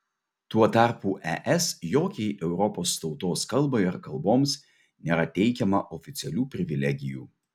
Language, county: Lithuanian, Vilnius